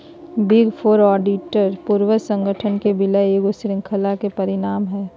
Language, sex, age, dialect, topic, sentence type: Magahi, female, 36-40, Southern, banking, statement